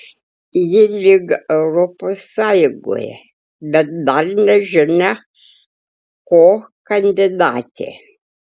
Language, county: Lithuanian, Klaipėda